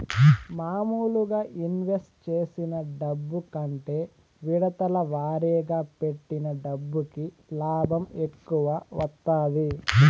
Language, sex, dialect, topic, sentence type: Telugu, male, Southern, banking, statement